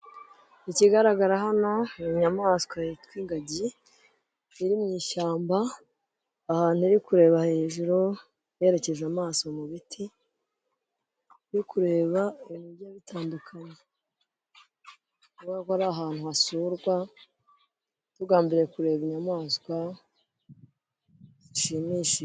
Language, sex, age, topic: Kinyarwanda, female, 25-35, government